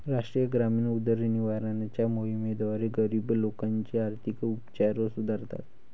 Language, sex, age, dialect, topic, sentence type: Marathi, male, 18-24, Varhadi, banking, statement